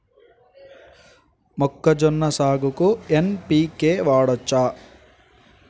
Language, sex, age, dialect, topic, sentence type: Telugu, male, 18-24, Telangana, agriculture, question